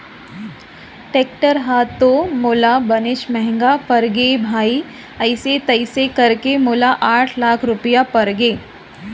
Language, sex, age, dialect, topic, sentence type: Chhattisgarhi, female, 36-40, Central, banking, statement